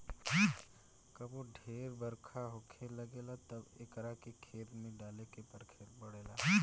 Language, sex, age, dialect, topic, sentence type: Bhojpuri, male, 18-24, Southern / Standard, agriculture, statement